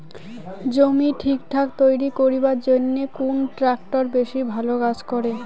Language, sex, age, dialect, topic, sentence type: Bengali, female, 18-24, Rajbangshi, agriculture, question